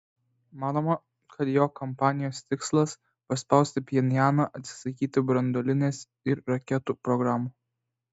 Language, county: Lithuanian, Vilnius